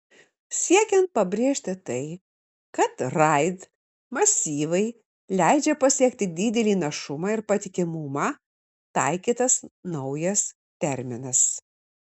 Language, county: Lithuanian, Kaunas